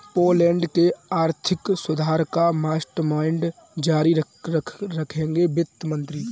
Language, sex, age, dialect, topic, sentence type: Hindi, male, 18-24, Kanauji Braj Bhasha, banking, statement